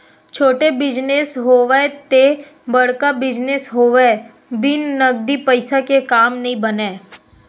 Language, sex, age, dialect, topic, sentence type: Chhattisgarhi, female, 51-55, Western/Budati/Khatahi, banking, statement